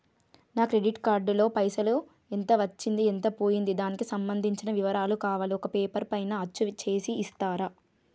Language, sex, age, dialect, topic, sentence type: Telugu, female, 25-30, Telangana, banking, question